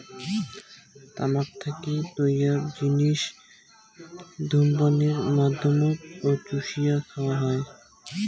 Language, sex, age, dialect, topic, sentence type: Bengali, male, 18-24, Rajbangshi, agriculture, statement